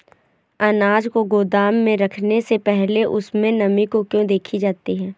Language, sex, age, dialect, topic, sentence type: Hindi, female, 18-24, Awadhi Bundeli, agriculture, question